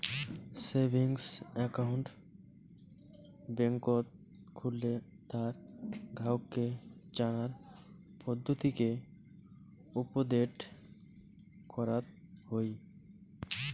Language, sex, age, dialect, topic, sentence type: Bengali, male, 25-30, Rajbangshi, banking, statement